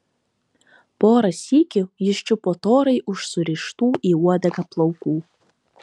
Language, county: Lithuanian, Telšiai